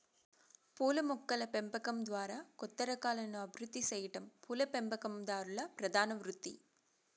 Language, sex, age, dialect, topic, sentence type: Telugu, female, 31-35, Southern, agriculture, statement